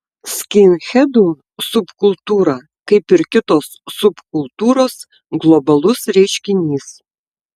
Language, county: Lithuanian, Tauragė